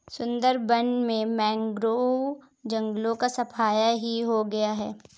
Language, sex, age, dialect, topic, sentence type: Hindi, female, 18-24, Marwari Dhudhari, agriculture, statement